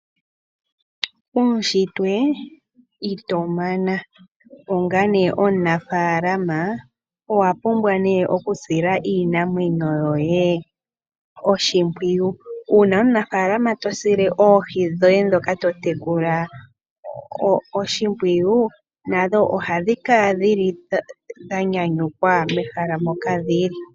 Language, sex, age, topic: Oshiwambo, female, 18-24, agriculture